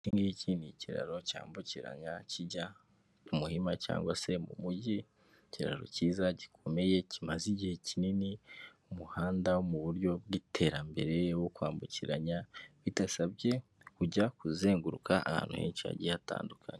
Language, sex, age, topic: Kinyarwanda, male, 25-35, government